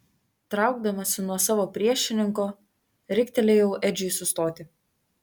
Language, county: Lithuanian, Tauragė